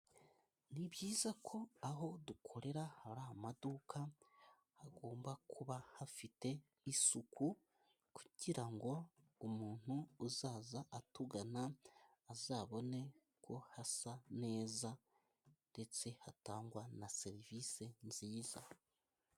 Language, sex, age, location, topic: Kinyarwanda, male, 25-35, Musanze, finance